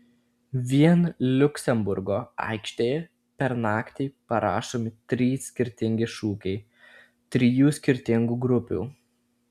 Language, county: Lithuanian, Klaipėda